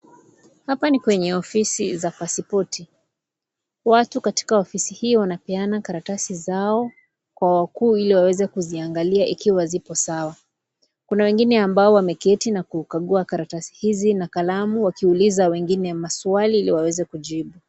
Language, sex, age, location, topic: Swahili, female, 25-35, Kisii, government